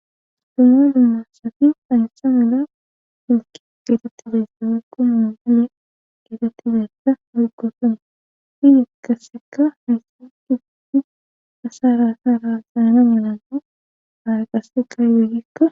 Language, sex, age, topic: Gamo, female, 18-24, government